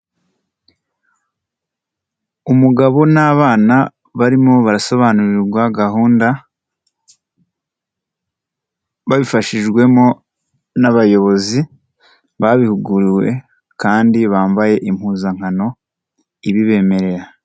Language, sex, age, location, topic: Kinyarwanda, male, 18-24, Kigali, health